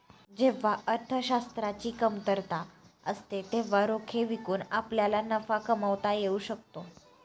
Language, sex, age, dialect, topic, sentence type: Marathi, female, 25-30, Standard Marathi, banking, statement